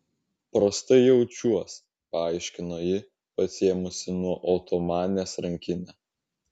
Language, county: Lithuanian, Vilnius